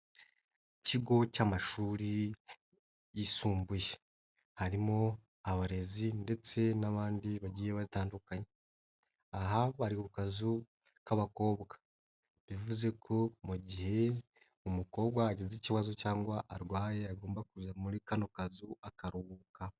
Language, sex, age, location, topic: Kinyarwanda, male, 25-35, Nyagatare, education